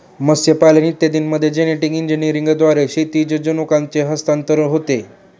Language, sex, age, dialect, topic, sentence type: Marathi, male, 18-24, Standard Marathi, agriculture, statement